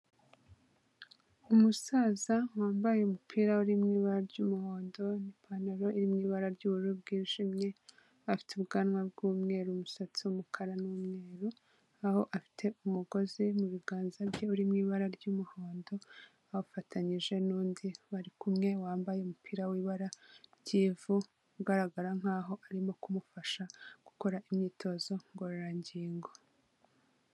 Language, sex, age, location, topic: Kinyarwanda, female, 25-35, Kigali, health